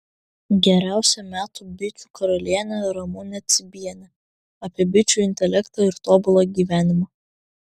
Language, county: Lithuanian, Vilnius